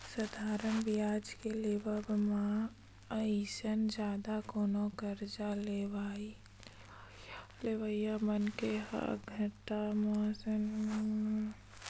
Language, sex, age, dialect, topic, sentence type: Chhattisgarhi, female, 25-30, Western/Budati/Khatahi, banking, statement